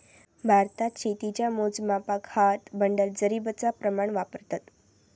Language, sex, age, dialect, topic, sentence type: Marathi, female, 46-50, Southern Konkan, agriculture, statement